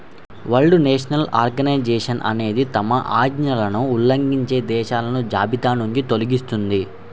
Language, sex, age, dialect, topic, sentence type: Telugu, male, 51-55, Central/Coastal, banking, statement